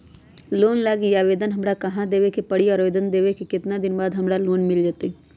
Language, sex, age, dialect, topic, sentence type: Magahi, female, 31-35, Western, banking, question